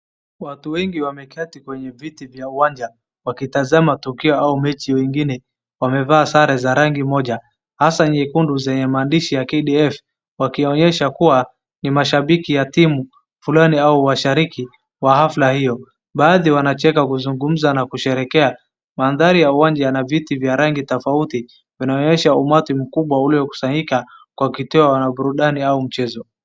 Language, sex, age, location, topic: Swahili, male, 18-24, Wajir, government